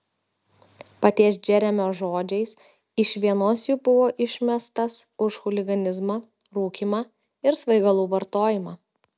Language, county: Lithuanian, Telšiai